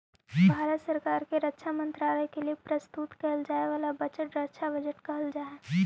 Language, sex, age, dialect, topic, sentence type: Magahi, female, 18-24, Central/Standard, banking, statement